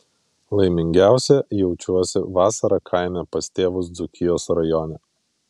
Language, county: Lithuanian, Vilnius